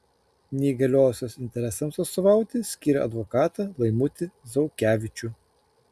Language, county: Lithuanian, Kaunas